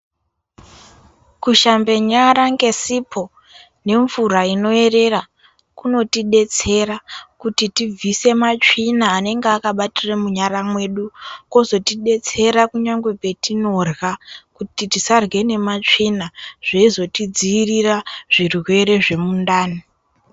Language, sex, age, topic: Ndau, female, 18-24, health